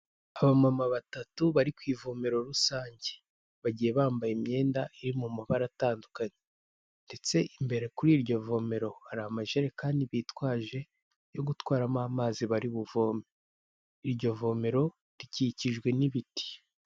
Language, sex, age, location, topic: Kinyarwanda, male, 25-35, Kigali, health